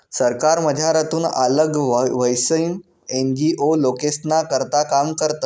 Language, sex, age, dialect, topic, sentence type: Marathi, male, 18-24, Northern Konkan, banking, statement